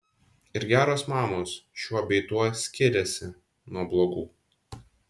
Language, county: Lithuanian, Vilnius